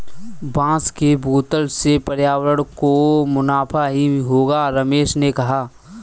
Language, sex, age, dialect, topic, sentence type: Hindi, male, 18-24, Kanauji Braj Bhasha, banking, statement